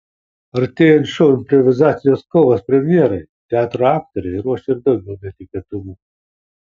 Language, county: Lithuanian, Kaunas